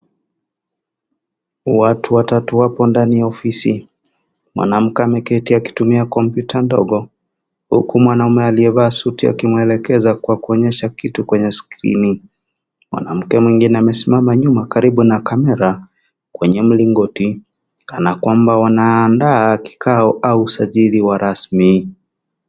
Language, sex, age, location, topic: Swahili, male, 25-35, Kisii, government